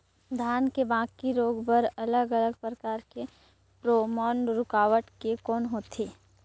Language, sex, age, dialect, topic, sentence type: Chhattisgarhi, female, 25-30, Northern/Bhandar, agriculture, question